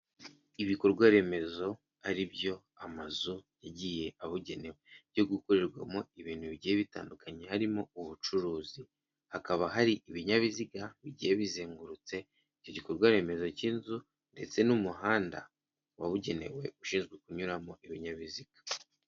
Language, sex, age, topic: Kinyarwanda, male, 18-24, government